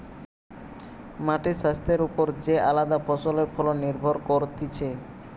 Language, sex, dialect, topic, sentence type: Bengali, male, Western, agriculture, statement